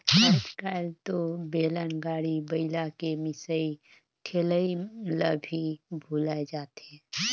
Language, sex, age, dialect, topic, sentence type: Chhattisgarhi, female, 25-30, Northern/Bhandar, banking, statement